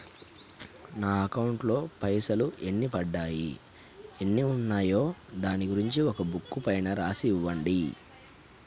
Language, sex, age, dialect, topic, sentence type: Telugu, male, 31-35, Telangana, banking, question